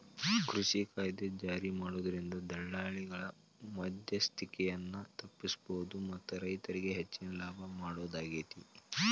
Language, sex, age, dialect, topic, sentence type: Kannada, male, 18-24, Dharwad Kannada, agriculture, statement